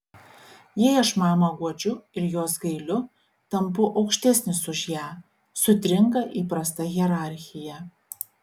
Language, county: Lithuanian, Šiauliai